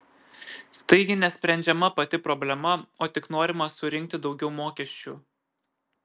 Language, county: Lithuanian, Šiauliai